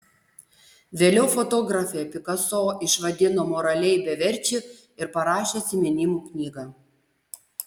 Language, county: Lithuanian, Panevėžys